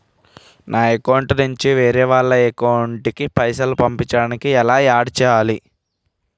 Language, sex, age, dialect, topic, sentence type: Telugu, male, 18-24, Telangana, banking, question